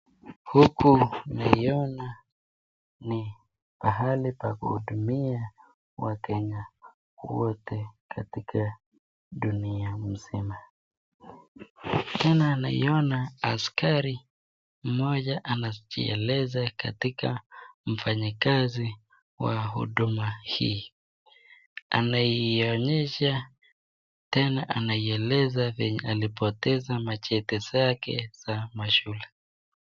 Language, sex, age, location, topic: Swahili, male, 25-35, Nakuru, government